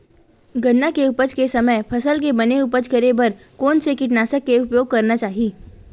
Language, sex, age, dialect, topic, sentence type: Chhattisgarhi, female, 18-24, Western/Budati/Khatahi, agriculture, question